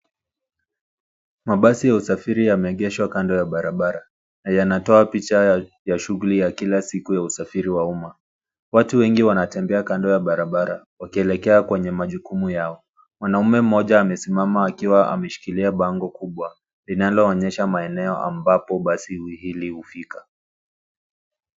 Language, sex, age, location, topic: Swahili, male, 25-35, Nairobi, government